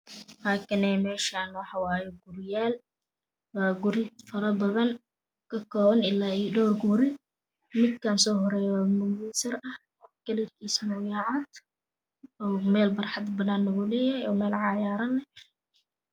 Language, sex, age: Somali, female, 18-24